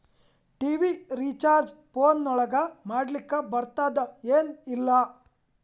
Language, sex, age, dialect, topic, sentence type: Kannada, male, 18-24, Dharwad Kannada, banking, question